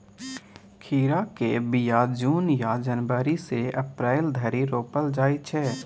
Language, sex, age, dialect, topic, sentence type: Maithili, male, 18-24, Bajjika, agriculture, statement